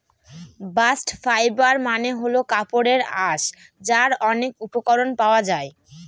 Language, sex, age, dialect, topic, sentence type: Bengali, female, <18, Northern/Varendri, agriculture, statement